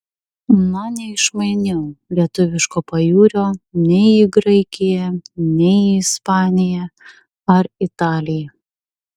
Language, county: Lithuanian, Klaipėda